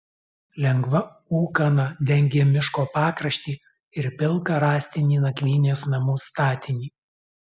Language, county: Lithuanian, Alytus